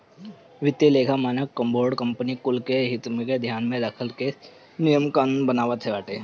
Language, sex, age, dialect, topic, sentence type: Bhojpuri, male, 25-30, Northern, banking, statement